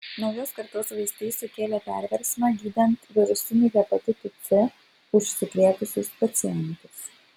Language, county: Lithuanian, Vilnius